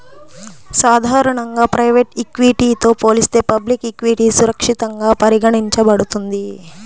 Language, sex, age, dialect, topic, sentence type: Telugu, female, 25-30, Central/Coastal, banking, statement